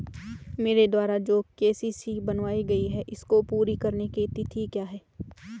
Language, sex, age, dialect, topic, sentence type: Hindi, female, 18-24, Garhwali, banking, question